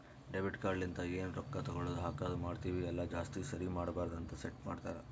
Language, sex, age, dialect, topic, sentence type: Kannada, male, 56-60, Northeastern, banking, statement